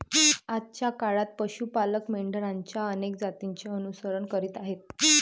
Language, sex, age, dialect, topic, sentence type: Marathi, female, 18-24, Varhadi, agriculture, statement